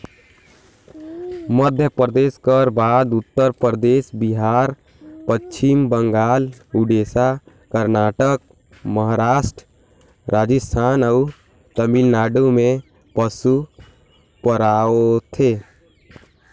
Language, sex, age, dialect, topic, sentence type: Chhattisgarhi, male, 18-24, Northern/Bhandar, agriculture, statement